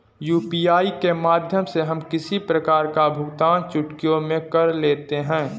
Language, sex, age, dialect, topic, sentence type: Hindi, male, 18-24, Marwari Dhudhari, banking, statement